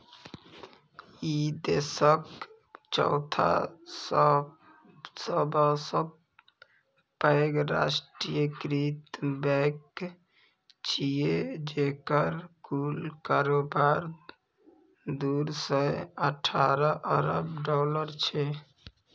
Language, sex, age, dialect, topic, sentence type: Maithili, male, 25-30, Eastern / Thethi, banking, statement